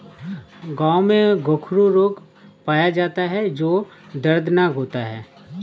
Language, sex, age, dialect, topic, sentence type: Hindi, male, 31-35, Awadhi Bundeli, agriculture, statement